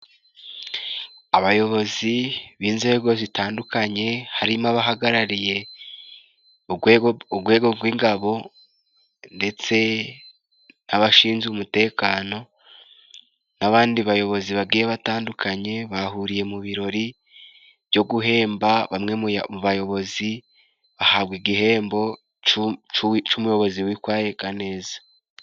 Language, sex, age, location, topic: Kinyarwanda, male, 18-24, Musanze, government